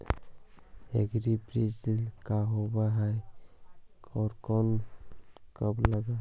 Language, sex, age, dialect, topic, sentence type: Magahi, male, 51-55, Central/Standard, agriculture, question